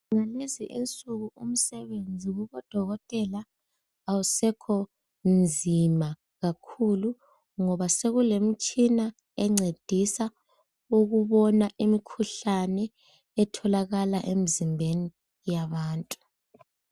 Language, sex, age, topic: North Ndebele, female, 18-24, health